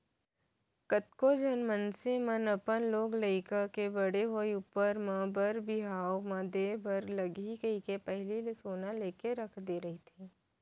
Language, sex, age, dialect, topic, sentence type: Chhattisgarhi, female, 18-24, Central, banking, statement